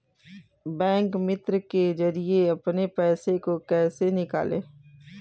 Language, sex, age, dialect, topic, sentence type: Hindi, female, 18-24, Kanauji Braj Bhasha, banking, question